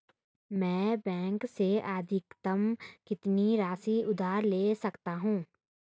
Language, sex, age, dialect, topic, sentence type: Hindi, female, 18-24, Hindustani Malvi Khadi Boli, banking, question